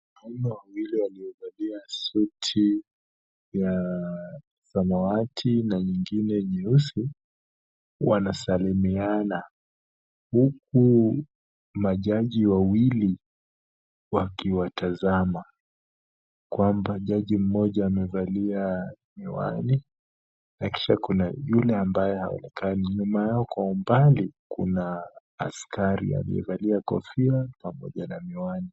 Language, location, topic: Swahili, Kisumu, government